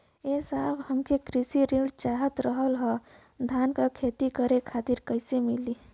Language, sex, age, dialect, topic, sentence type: Bhojpuri, female, 25-30, Western, banking, question